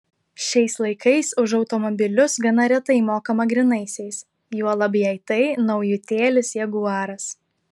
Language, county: Lithuanian, Klaipėda